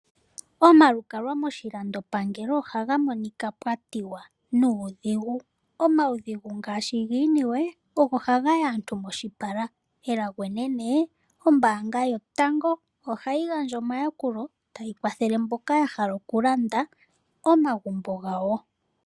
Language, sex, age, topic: Oshiwambo, female, 18-24, finance